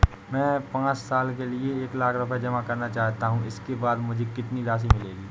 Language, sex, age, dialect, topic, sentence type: Hindi, male, 18-24, Awadhi Bundeli, banking, question